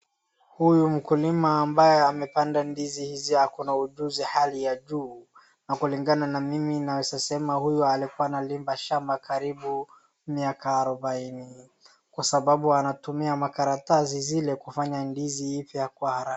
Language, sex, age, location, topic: Swahili, female, 36-49, Wajir, agriculture